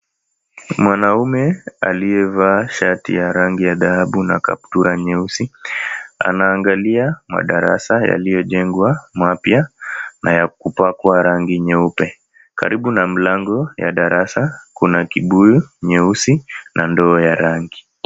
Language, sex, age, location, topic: Swahili, male, 18-24, Mombasa, education